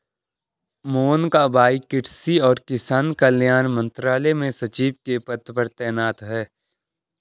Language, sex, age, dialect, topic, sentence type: Hindi, male, 18-24, Garhwali, agriculture, statement